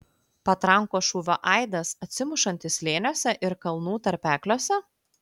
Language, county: Lithuanian, Klaipėda